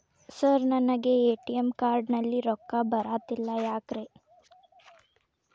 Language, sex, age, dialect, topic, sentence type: Kannada, female, 18-24, Dharwad Kannada, banking, question